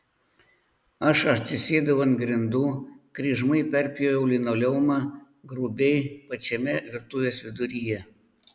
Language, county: Lithuanian, Panevėžys